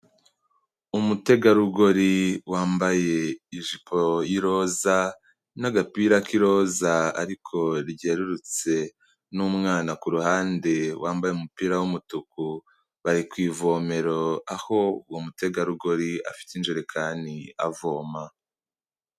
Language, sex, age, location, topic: Kinyarwanda, male, 18-24, Kigali, health